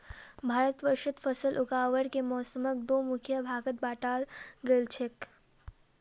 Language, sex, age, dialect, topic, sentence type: Magahi, female, 36-40, Northeastern/Surjapuri, agriculture, statement